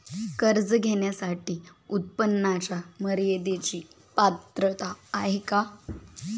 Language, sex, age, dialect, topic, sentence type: Marathi, female, 18-24, Standard Marathi, banking, question